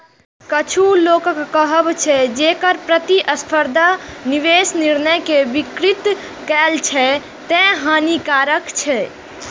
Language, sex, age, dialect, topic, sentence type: Maithili, female, 18-24, Eastern / Thethi, banking, statement